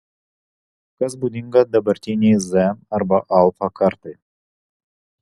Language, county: Lithuanian, Vilnius